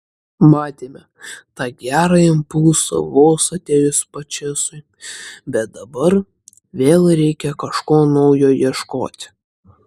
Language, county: Lithuanian, Klaipėda